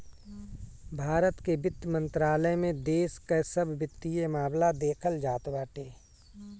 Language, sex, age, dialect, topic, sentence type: Bhojpuri, male, 41-45, Northern, banking, statement